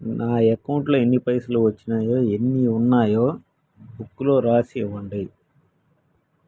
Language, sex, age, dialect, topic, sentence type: Telugu, male, 36-40, Telangana, banking, question